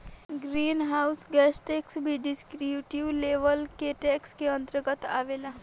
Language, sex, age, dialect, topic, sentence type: Bhojpuri, female, 18-24, Southern / Standard, banking, statement